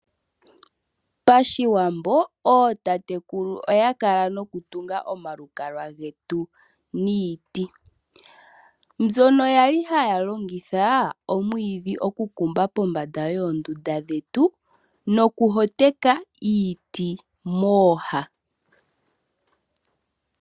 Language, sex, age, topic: Oshiwambo, female, 18-24, agriculture